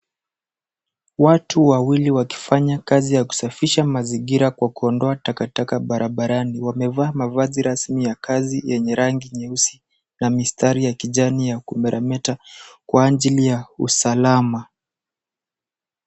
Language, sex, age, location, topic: Swahili, male, 18-24, Mombasa, health